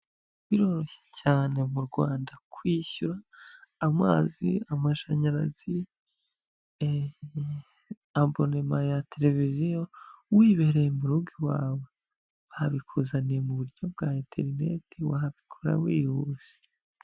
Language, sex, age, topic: Kinyarwanda, male, 25-35, finance